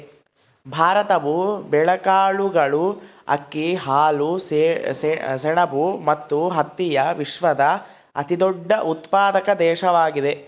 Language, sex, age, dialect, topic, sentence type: Kannada, male, 60-100, Central, agriculture, statement